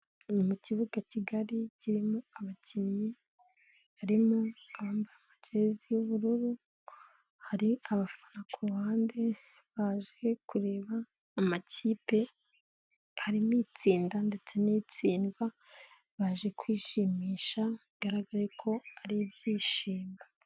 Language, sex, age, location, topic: Kinyarwanda, female, 18-24, Nyagatare, government